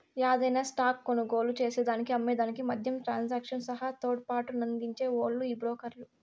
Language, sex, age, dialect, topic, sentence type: Telugu, female, 60-100, Southern, banking, statement